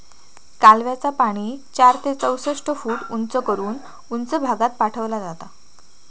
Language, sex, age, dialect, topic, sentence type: Marathi, female, 18-24, Southern Konkan, agriculture, statement